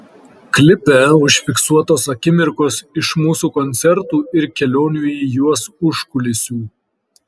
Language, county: Lithuanian, Kaunas